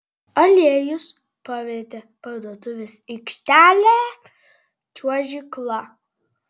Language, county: Lithuanian, Vilnius